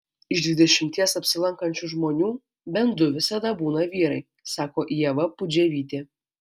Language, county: Lithuanian, Alytus